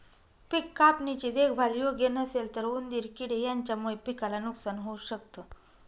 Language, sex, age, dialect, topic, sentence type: Marathi, female, 31-35, Northern Konkan, agriculture, statement